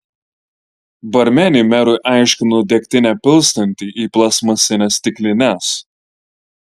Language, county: Lithuanian, Marijampolė